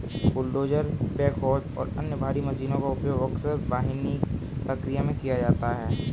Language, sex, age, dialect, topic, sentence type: Hindi, male, 18-24, Kanauji Braj Bhasha, agriculture, statement